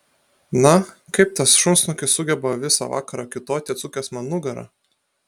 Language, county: Lithuanian, Utena